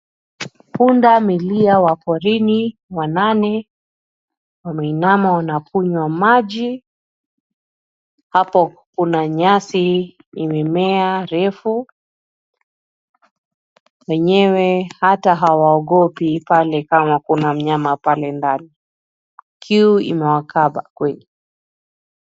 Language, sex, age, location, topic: Swahili, female, 36-49, Nairobi, government